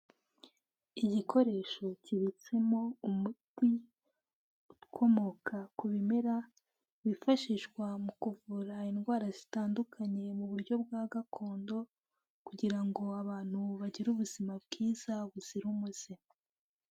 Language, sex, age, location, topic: Kinyarwanda, female, 18-24, Kigali, health